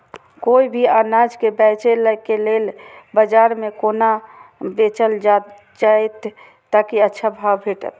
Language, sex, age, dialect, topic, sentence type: Maithili, female, 25-30, Eastern / Thethi, agriculture, question